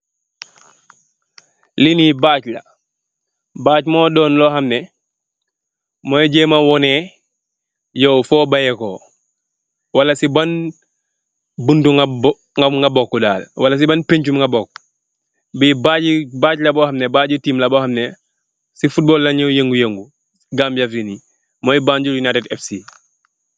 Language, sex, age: Wolof, male, 25-35